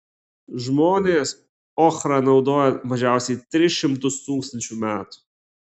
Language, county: Lithuanian, Klaipėda